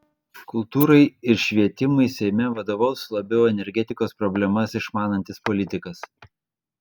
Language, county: Lithuanian, Klaipėda